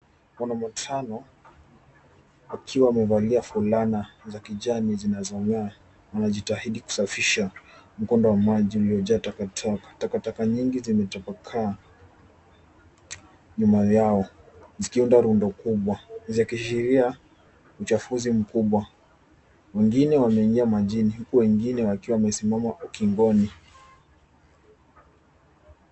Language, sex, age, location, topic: Swahili, male, 18-24, Nairobi, government